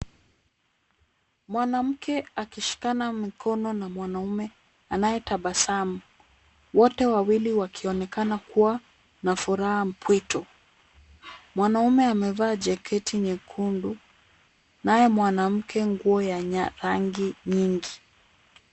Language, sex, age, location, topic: Swahili, female, 36-49, Kisumu, government